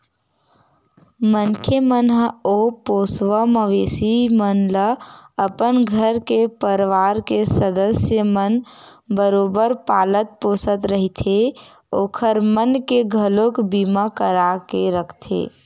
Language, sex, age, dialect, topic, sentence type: Chhattisgarhi, female, 18-24, Western/Budati/Khatahi, banking, statement